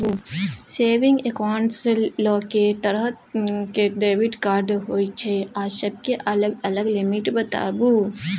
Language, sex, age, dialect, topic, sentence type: Maithili, female, 25-30, Bajjika, banking, question